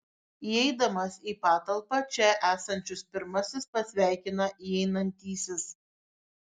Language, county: Lithuanian, Šiauliai